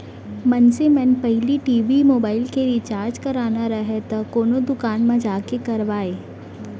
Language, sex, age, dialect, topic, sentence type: Chhattisgarhi, female, 18-24, Central, banking, statement